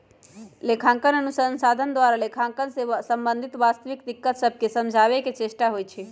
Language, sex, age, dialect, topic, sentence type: Magahi, female, 18-24, Western, banking, statement